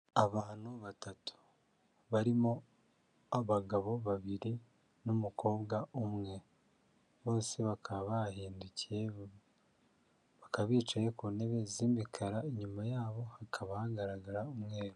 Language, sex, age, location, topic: Kinyarwanda, male, 50+, Kigali, government